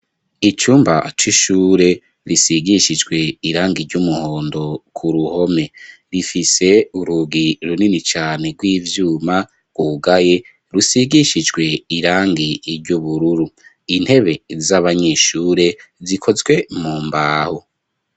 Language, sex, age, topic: Rundi, male, 25-35, education